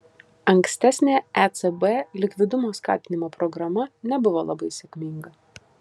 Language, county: Lithuanian, Kaunas